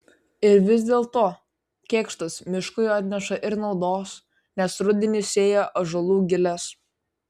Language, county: Lithuanian, Kaunas